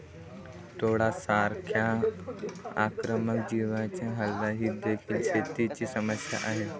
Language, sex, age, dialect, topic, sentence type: Marathi, male, 25-30, Varhadi, agriculture, statement